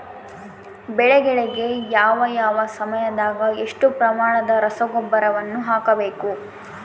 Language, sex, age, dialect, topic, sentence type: Kannada, female, 18-24, Central, agriculture, question